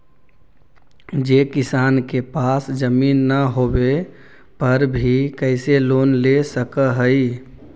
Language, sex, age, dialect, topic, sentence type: Magahi, male, 36-40, Central/Standard, agriculture, question